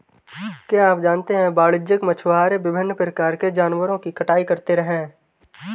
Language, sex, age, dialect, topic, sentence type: Hindi, male, 18-24, Marwari Dhudhari, agriculture, statement